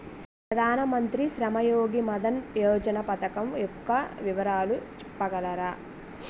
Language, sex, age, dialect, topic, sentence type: Telugu, female, 18-24, Utterandhra, banking, question